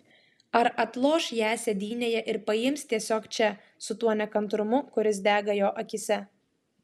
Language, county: Lithuanian, Klaipėda